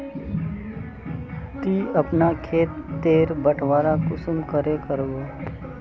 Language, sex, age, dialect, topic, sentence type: Magahi, male, 25-30, Northeastern/Surjapuri, agriculture, question